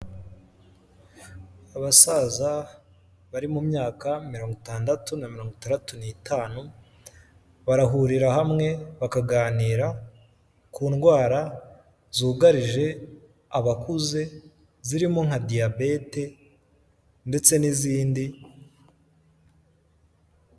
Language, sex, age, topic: Kinyarwanda, male, 18-24, health